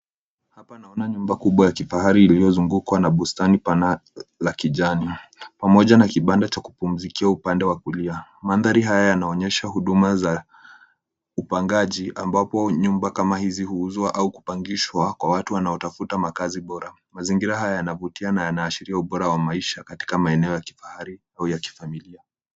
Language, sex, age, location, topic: Swahili, male, 18-24, Nairobi, finance